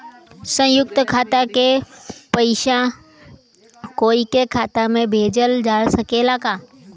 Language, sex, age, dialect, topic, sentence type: Bhojpuri, female, 18-24, Western, banking, question